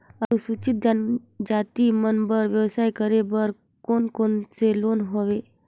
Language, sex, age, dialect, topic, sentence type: Chhattisgarhi, female, 25-30, Northern/Bhandar, banking, question